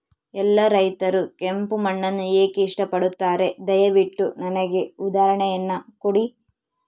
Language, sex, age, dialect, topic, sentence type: Kannada, female, 18-24, Central, agriculture, question